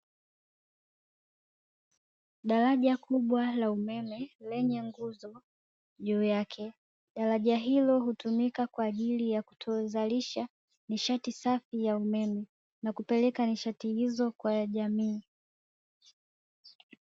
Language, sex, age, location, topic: Swahili, female, 18-24, Dar es Salaam, government